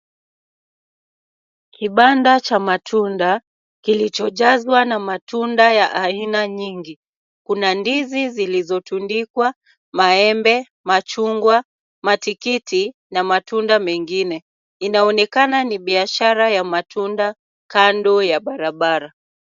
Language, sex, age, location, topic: Swahili, female, 18-24, Kisumu, finance